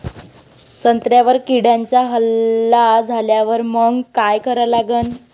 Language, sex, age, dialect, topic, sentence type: Marathi, female, 41-45, Varhadi, agriculture, question